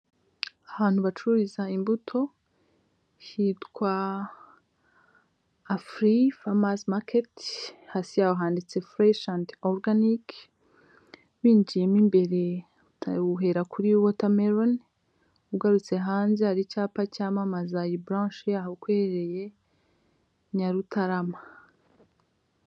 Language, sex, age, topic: Kinyarwanda, female, 25-35, finance